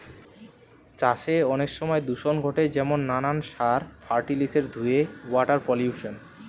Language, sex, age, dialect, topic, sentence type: Bengali, male, 18-24, Western, agriculture, statement